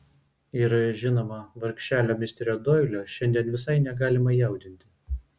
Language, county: Lithuanian, Vilnius